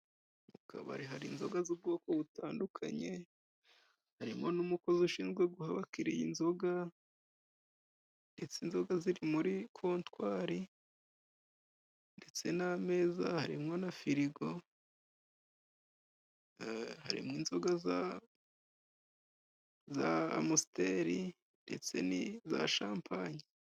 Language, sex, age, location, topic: Kinyarwanda, male, 25-35, Musanze, finance